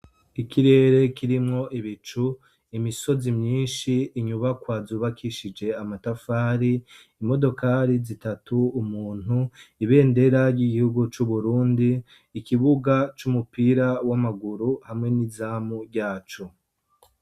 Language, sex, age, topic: Rundi, male, 25-35, education